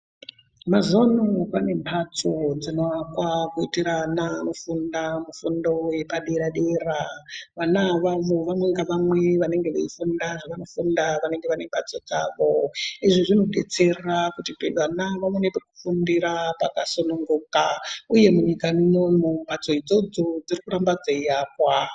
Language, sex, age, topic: Ndau, female, 36-49, education